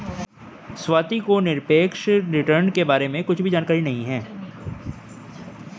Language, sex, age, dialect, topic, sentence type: Hindi, male, 18-24, Hindustani Malvi Khadi Boli, banking, statement